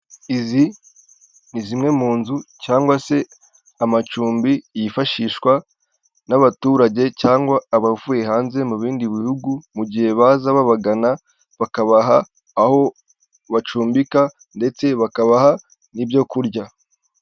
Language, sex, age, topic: Kinyarwanda, male, 18-24, finance